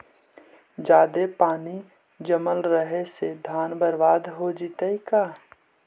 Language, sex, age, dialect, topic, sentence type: Magahi, male, 25-30, Central/Standard, agriculture, question